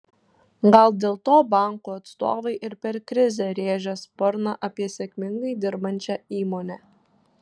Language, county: Lithuanian, Tauragė